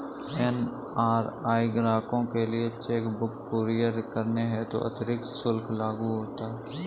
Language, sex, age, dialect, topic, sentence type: Hindi, male, 18-24, Kanauji Braj Bhasha, banking, statement